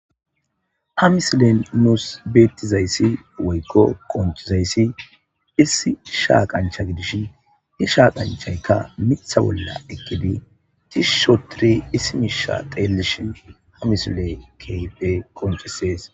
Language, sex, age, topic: Gamo, male, 25-35, agriculture